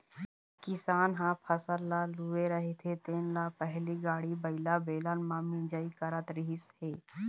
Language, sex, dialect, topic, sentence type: Chhattisgarhi, female, Eastern, agriculture, statement